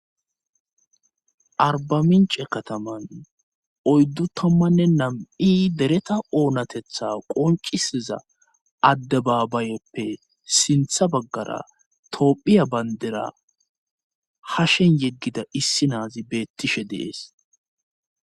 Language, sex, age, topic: Gamo, male, 25-35, government